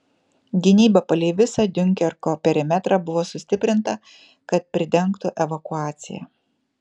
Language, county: Lithuanian, Kaunas